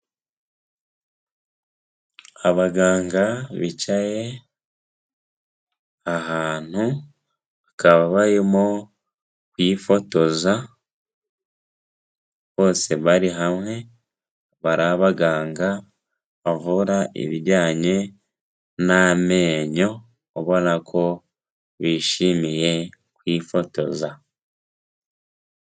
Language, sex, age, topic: Kinyarwanda, male, 18-24, health